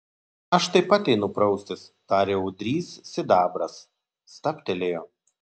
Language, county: Lithuanian, Telšiai